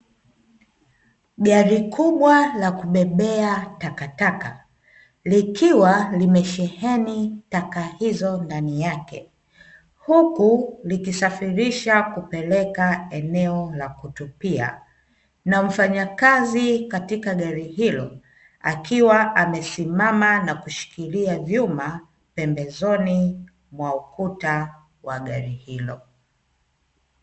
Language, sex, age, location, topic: Swahili, female, 25-35, Dar es Salaam, government